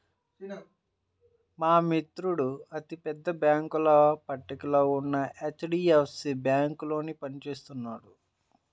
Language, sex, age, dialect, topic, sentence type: Telugu, male, 31-35, Central/Coastal, banking, statement